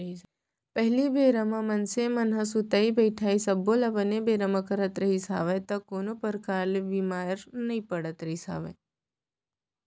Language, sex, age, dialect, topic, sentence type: Chhattisgarhi, female, 18-24, Central, banking, statement